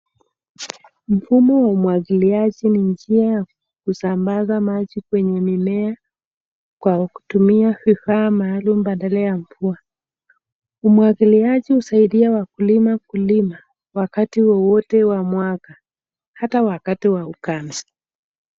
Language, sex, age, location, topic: Swahili, male, 36-49, Nairobi, agriculture